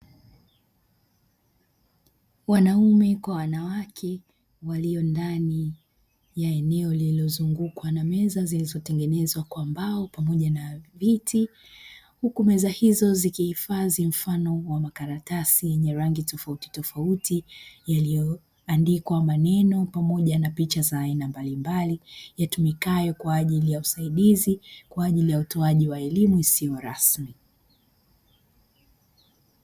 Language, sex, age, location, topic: Swahili, female, 25-35, Dar es Salaam, education